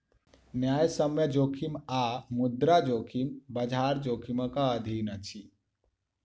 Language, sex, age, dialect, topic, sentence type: Maithili, male, 18-24, Southern/Standard, banking, statement